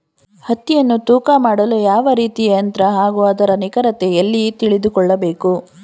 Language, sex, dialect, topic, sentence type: Kannada, female, Mysore Kannada, agriculture, question